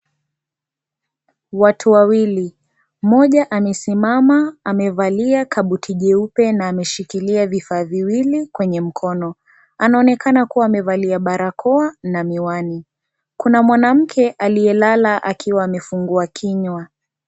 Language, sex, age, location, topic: Swahili, female, 25-35, Kisii, health